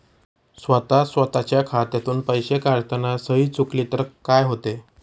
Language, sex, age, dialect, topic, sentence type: Marathi, male, 18-24, Standard Marathi, banking, question